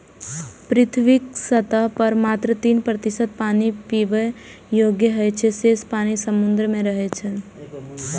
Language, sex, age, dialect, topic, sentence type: Maithili, female, 18-24, Eastern / Thethi, agriculture, statement